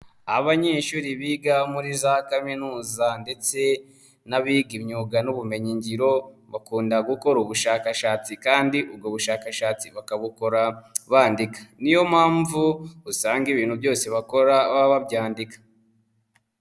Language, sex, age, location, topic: Kinyarwanda, male, 18-24, Nyagatare, education